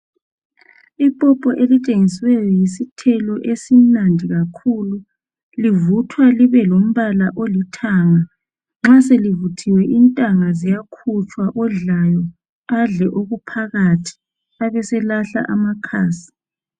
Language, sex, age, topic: North Ndebele, female, 36-49, health